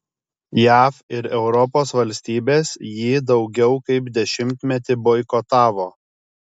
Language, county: Lithuanian, Kaunas